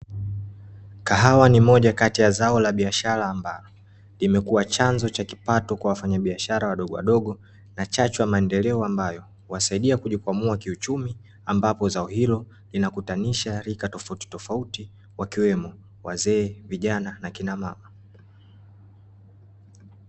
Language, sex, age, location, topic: Swahili, male, 18-24, Dar es Salaam, agriculture